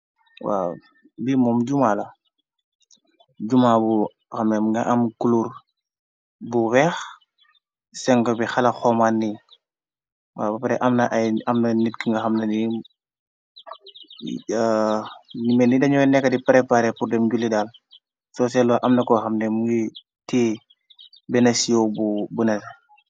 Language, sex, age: Wolof, male, 25-35